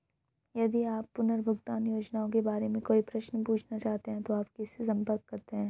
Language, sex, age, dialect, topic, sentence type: Hindi, female, 31-35, Hindustani Malvi Khadi Boli, banking, question